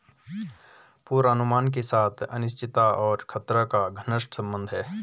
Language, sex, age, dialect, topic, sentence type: Hindi, male, 18-24, Garhwali, agriculture, statement